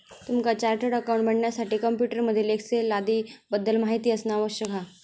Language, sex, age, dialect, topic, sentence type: Marathi, female, 18-24, Southern Konkan, banking, statement